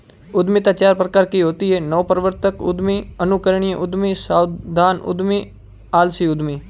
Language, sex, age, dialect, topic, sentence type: Hindi, male, 18-24, Marwari Dhudhari, banking, statement